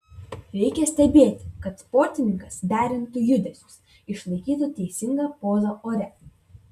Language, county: Lithuanian, Vilnius